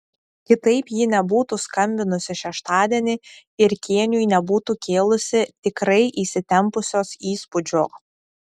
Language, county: Lithuanian, Šiauliai